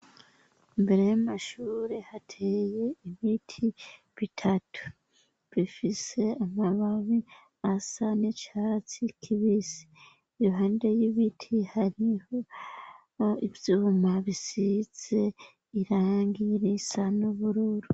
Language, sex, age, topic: Rundi, male, 18-24, education